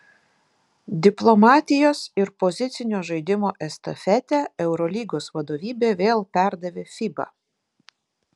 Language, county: Lithuanian, Vilnius